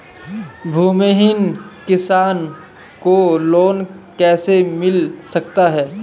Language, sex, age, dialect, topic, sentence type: Hindi, male, 51-55, Awadhi Bundeli, agriculture, question